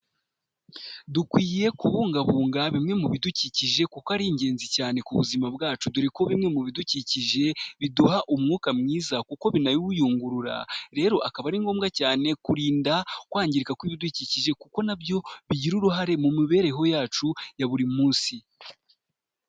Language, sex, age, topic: Kinyarwanda, male, 18-24, health